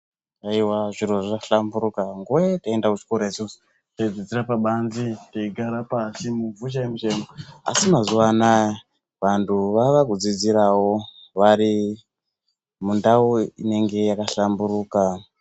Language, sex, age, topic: Ndau, male, 18-24, education